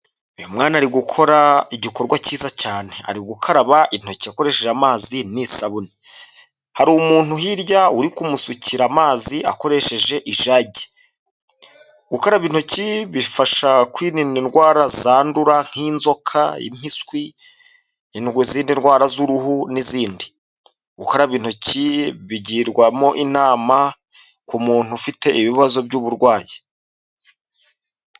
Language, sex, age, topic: Kinyarwanda, male, 25-35, health